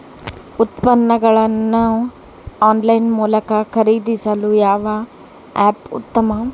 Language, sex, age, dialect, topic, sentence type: Kannada, female, 18-24, Central, agriculture, question